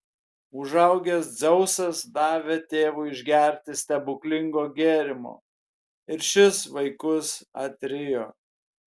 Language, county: Lithuanian, Kaunas